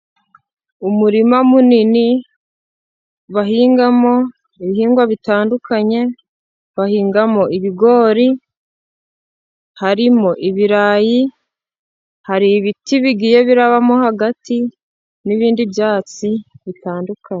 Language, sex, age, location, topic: Kinyarwanda, female, 25-35, Musanze, agriculture